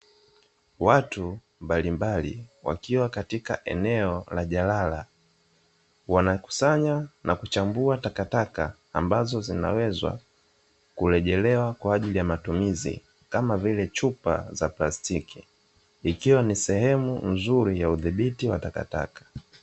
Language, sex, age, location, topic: Swahili, male, 25-35, Dar es Salaam, government